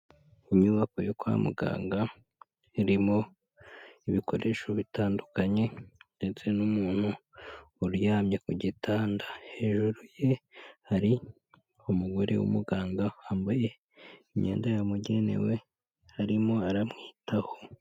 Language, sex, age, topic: Kinyarwanda, male, 25-35, health